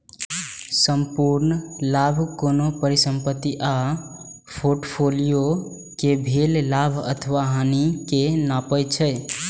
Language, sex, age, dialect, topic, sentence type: Maithili, male, 18-24, Eastern / Thethi, banking, statement